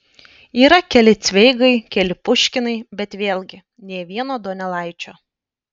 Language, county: Lithuanian, Panevėžys